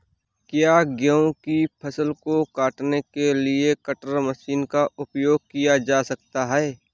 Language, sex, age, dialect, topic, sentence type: Hindi, male, 31-35, Awadhi Bundeli, agriculture, question